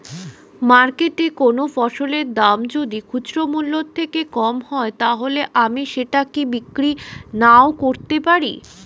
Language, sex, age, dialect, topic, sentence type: Bengali, female, 25-30, Standard Colloquial, agriculture, question